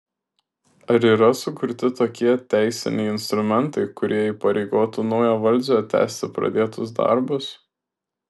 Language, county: Lithuanian, Šiauliai